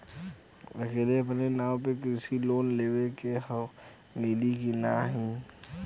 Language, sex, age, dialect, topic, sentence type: Bhojpuri, male, 18-24, Western, banking, question